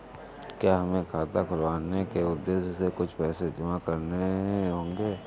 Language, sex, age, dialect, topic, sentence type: Hindi, male, 31-35, Awadhi Bundeli, banking, question